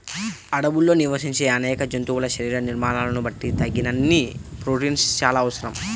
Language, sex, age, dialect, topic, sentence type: Telugu, male, 60-100, Central/Coastal, agriculture, statement